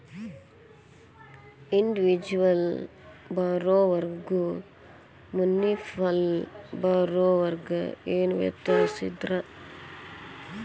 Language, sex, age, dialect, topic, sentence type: Kannada, male, 18-24, Dharwad Kannada, banking, statement